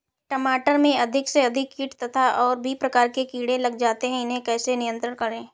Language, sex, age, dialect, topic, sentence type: Hindi, female, 18-24, Awadhi Bundeli, agriculture, question